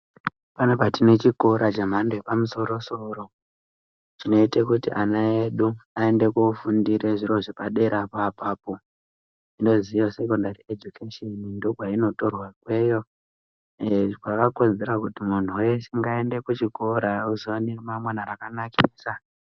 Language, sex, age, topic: Ndau, male, 18-24, education